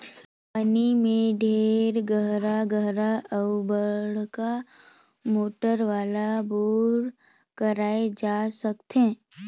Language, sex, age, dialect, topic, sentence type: Chhattisgarhi, female, 18-24, Northern/Bhandar, agriculture, statement